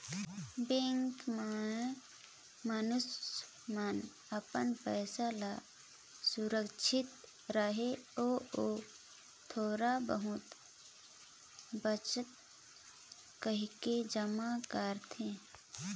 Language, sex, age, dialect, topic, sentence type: Chhattisgarhi, female, 25-30, Northern/Bhandar, banking, statement